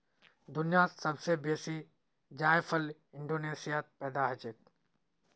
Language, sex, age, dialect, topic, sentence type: Magahi, male, 18-24, Northeastern/Surjapuri, agriculture, statement